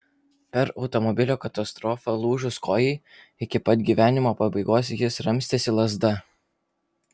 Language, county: Lithuanian, Vilnius